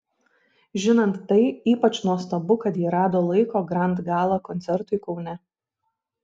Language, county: Lithuanian, Šiauliai